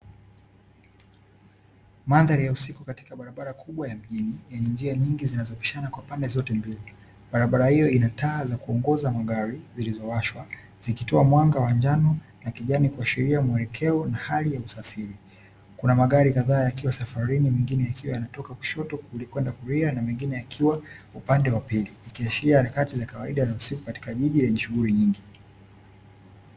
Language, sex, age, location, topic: Swahili, male, 18-24, Dar es Salaam, government